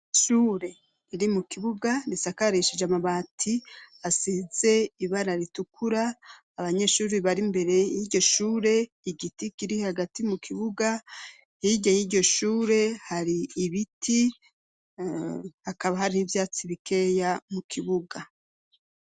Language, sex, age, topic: Rundi, female, 36-49, education